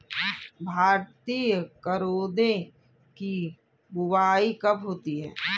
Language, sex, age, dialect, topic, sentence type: Hindi, male, 41-45, Kanauji Braj Bhasha, agriculture, statement